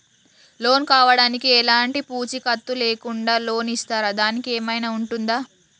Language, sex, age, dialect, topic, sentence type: Telugu, female, 36-40, Telangana, banking, question